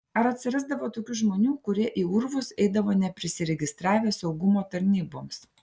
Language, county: Lithuanian, Klaipėda